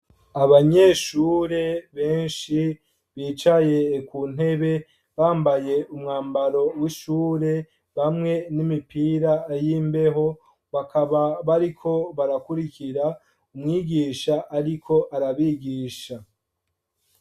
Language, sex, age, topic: Rundi, male, 25-35, education